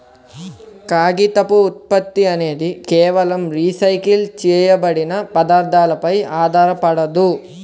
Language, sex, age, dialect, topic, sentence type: Telugu, male, 18-24, Central/Coastal, agriculture, statement